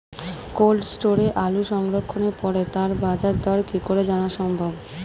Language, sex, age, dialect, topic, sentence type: Bengali, female, 36-40, Standard Colloquial, agriculture, question